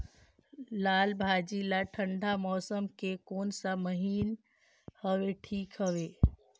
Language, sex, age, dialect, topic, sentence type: Chhattisgarhi, female, 25-30, Northern/Bhandar, agriculture, question